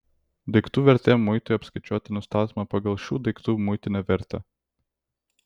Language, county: Lithuanian, Vilnius